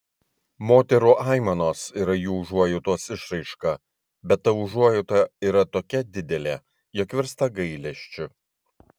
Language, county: Lithuanian, Vilnius